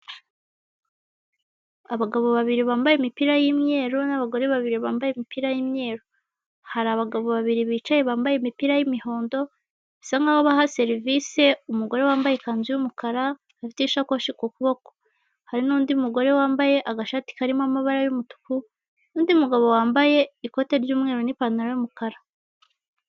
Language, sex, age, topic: Kinyarwanda, female, 18-24, finance